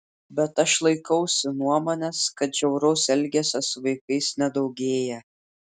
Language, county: Lithuanian, Klaipėda